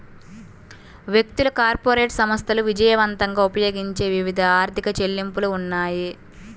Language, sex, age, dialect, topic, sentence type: Telugu, female, 18-24, Central/Coastal, banking, statement